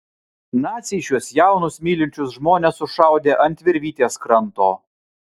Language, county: Lithuanian, Vilnius